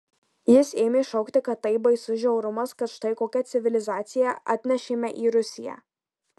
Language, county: Lithuanian, Marijampolė